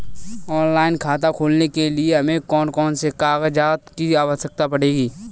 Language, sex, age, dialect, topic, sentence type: Hindi, male, 18-24, Kanauji Braj Bhasha, banking, question